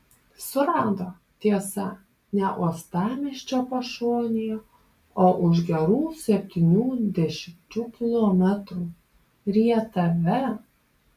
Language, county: Lithuanian, Panevėžys